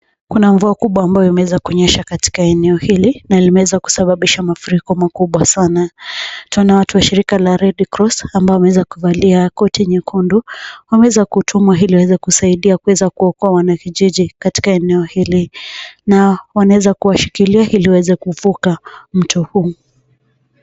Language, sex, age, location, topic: Swahili, female, 25-35, Nairobi, health